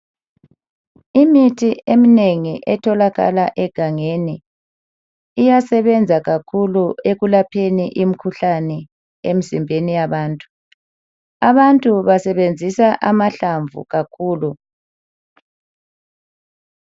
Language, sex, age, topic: North Ndebele, male, 50+, health